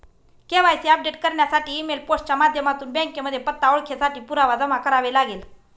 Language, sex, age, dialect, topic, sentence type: Marathi, female, 25-30, Northern Konkan, banking, statement